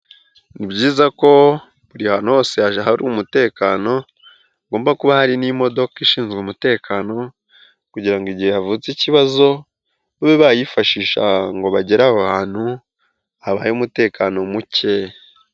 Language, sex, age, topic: Kinyarwanda, male, 18-24, government